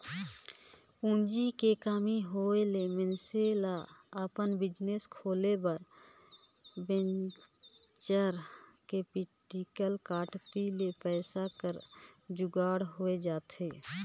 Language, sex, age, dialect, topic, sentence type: Chhattisgarhi, female, 25-30, Northern/Bhandar, banking, statement